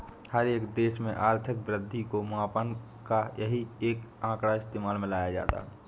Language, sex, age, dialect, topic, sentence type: Hindi, male, 60-100, Awadhi Bundeli, banking, statement